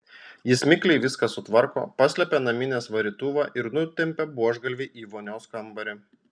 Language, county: Lithuanian, Panevėžys